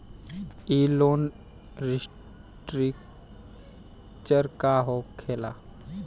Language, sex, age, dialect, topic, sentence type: Bhojpuri, male, 18-24, Southern / Standard, banking, question